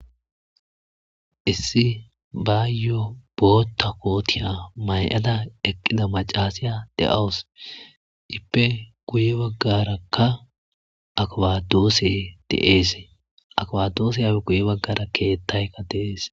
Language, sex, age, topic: Gamo, male, 25-35, agriculture